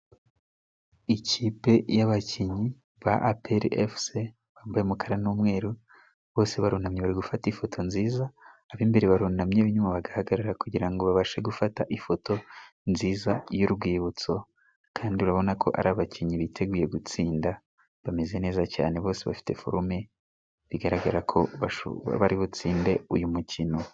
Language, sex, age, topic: Kinyarwanda, male, 18-24, government